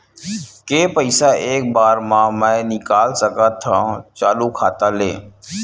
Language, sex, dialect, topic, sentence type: Chhattisgarhi, male, Western/Budati/Khatahi, banking, question